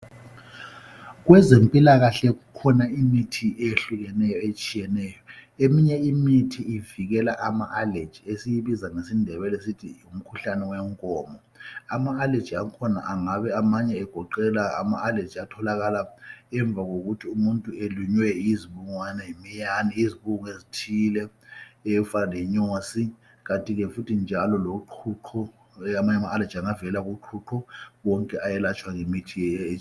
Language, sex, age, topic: North Ndebele, male, 50+, health